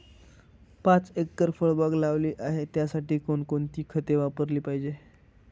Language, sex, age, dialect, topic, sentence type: Marathi, male, 18-24, Northern Konkan, agriculture, question